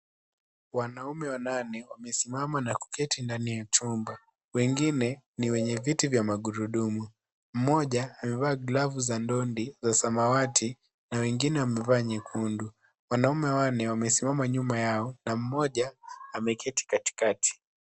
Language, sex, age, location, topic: Swahili, male, 18-24, Kisii, education